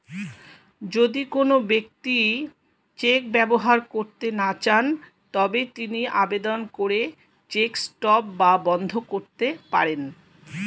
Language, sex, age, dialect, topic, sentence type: Bengali, female, 51-55, Standard Colloquial, banking, statement